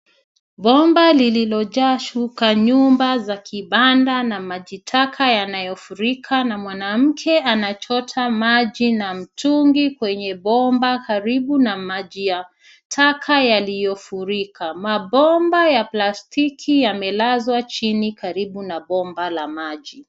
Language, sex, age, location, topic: Swahili, female, 36-49, Nairobi, government